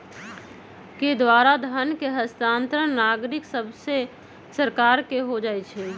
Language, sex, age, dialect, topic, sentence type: Magahi, female, 31-35, Western, banking, statement